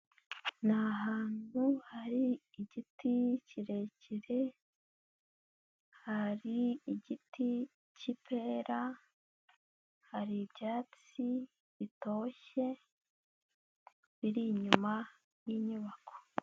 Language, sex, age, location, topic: Kinyarwanda, female, 18-24, Huye, agriculture